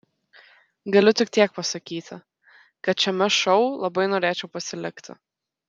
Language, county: Lithuanian, Telšiai